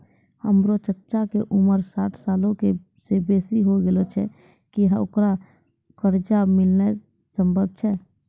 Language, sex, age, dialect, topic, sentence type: Maithili, female, 18-24, Angika, banking, statement